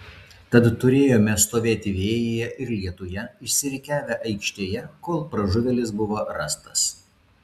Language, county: Lithuanian, Vilnius